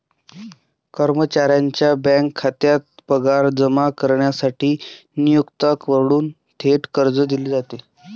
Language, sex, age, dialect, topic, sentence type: Marathi, male, 18-24, Varhadi, banking, statement